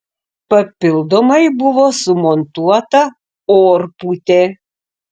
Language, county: Lithuanian, Šiauliai